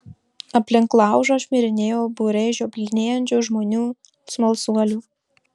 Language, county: Lithuanian, Marijampolė